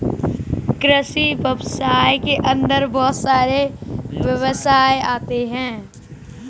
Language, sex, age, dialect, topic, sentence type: Hindi, male, 25-30, Kanauji Braj Bhasha, agriculture, statement